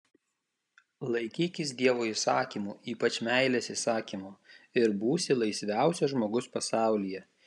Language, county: Lithuanian, Kaunas